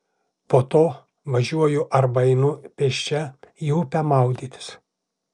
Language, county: Lithuanian, Alytus